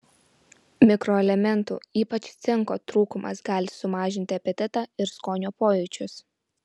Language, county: Lithuanian, Vilnius